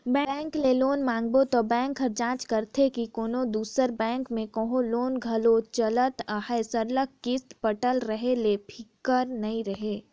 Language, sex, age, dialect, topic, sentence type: Chhattisgarhi, female, 18-24, Northern/Bhandar, banking, statement